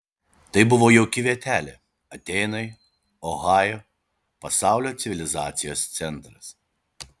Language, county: Lithuanian, Šiauliai